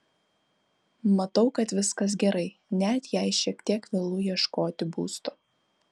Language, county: Lithuanian, Kaunas